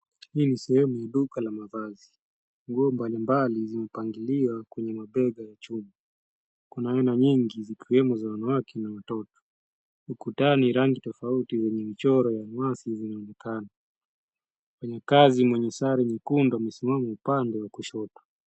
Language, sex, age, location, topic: Swahili, male, 25-35, Nairobi, finance